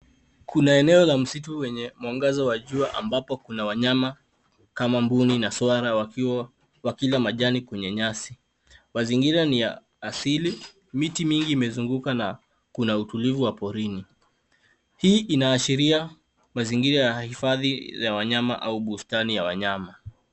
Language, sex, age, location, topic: Swahili, male, 18-24, Nairobi, government